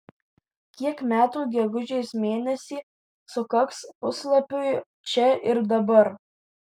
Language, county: Lithuanian, Vilnius